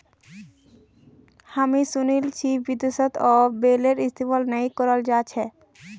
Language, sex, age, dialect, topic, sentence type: Magahi, female, 18-24, Northeastern/Surjapuri, agriculture, statement